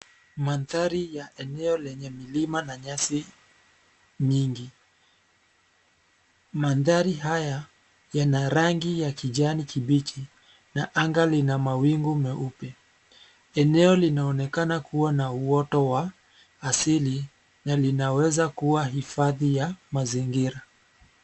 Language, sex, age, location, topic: Swahili, male, 25-35, Nairobi, government